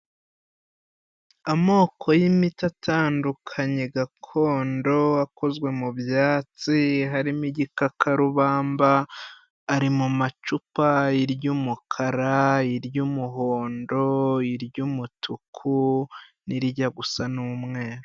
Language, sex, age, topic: Kinyarwanda, male, 25-35, health